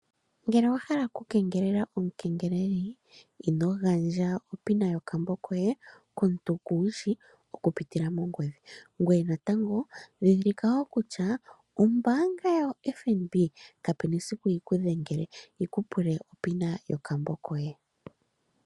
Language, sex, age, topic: Oshiwambo, female, 25-35, finance